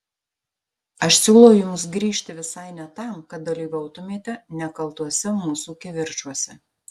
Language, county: Lithuanian, Marijampolė